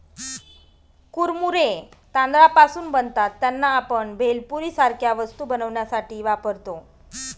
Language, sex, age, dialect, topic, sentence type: Marathi, female, 41-45, Northern Konkan, agriculture, statement